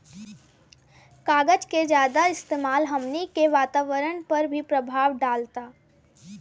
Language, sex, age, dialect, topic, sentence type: Bhojpuri, female, <18, Southern / Standard, agriculture, statement